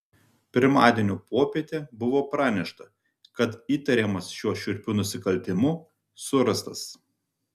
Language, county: Lithuanian, Telšiai